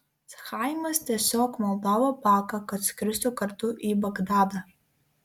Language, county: Lithuanian, Kaunas